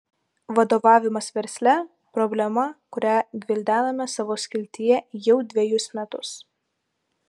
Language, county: Lithuanian, Vilnius